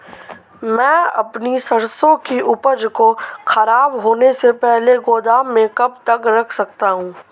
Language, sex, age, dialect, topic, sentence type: Hindi, male, 18-24, Marwari Dhudhari, agriculture, question